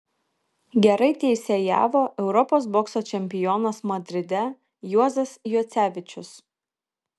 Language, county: Lithuanian, Kaunas